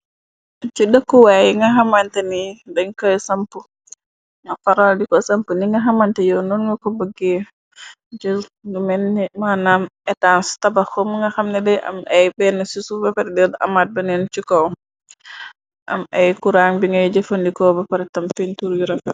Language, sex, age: Wolof, female, 25-35